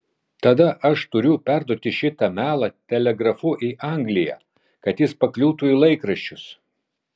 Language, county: Lithuanian, Vilnius